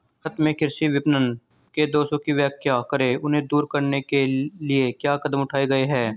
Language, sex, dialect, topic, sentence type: Hindi, male, Hindustani Malvi Khadi Boli, agriculture, question